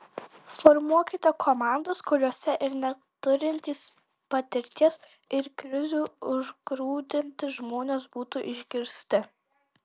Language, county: Lithuanian, Tauragė